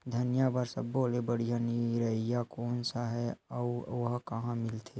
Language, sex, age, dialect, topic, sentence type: Chhattisgarhi, male, 25-30, Western/Budati/Khatahi, agriculture, question